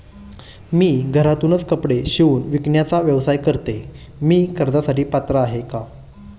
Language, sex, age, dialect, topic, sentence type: Marathi, male, 25-30, Standard Marathi, banking, question